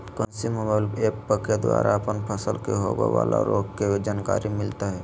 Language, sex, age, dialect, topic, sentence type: Magahi, male, 56-60, Southern, agriculture, question